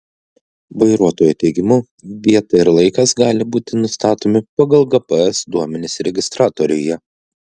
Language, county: Lithuanian, Klaipėda